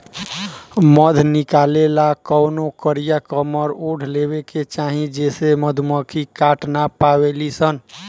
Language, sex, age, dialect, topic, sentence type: Bhojpuri, male, 18-24, Southern / Standard, agriculture, statement